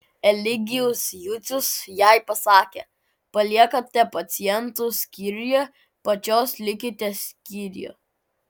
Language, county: Lithuanian, Klaipėda